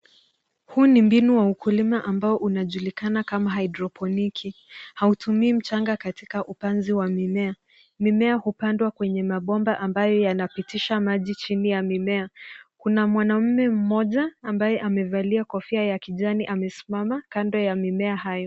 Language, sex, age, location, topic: Swahili, female, 25-35, Nairobi, agriculture